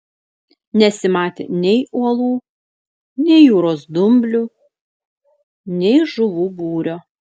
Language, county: Lithuanian, Klaipėda